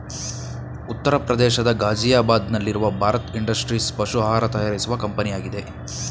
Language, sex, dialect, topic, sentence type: Kannada, male, Mysore Kannada, agriculture, statement